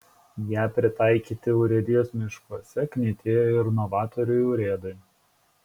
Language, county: Lithuanian, Šiauliai